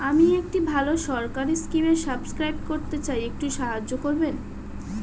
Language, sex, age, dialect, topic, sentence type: Bengali, female, 31-35, Standard Colloquial, banking, question